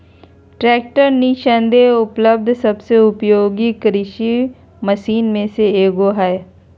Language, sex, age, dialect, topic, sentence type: Magahi, female, 31-35, Southern, agriculture, statement